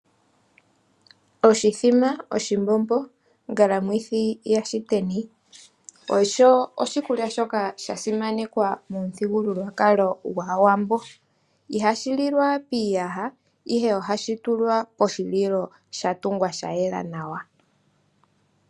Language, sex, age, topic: Oshiwambo, female, 25-35, agriculture